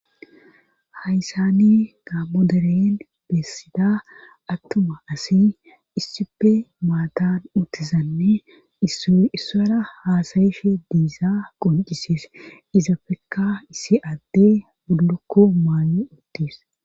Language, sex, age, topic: Gamo, female, 25-35, government